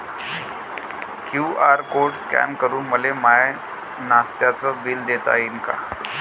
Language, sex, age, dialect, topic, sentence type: Marathi, male, 25-30, Varhadi, banking, question